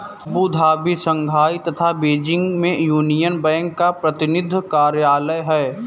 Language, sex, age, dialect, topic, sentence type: Hindi, male, 18-24, Kanauji Braj Bhasha, banking, statement